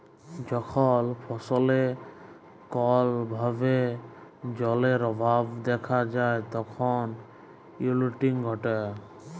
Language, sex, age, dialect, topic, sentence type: Bengali, male, 31-35, Jharkhandi, agriculture, statement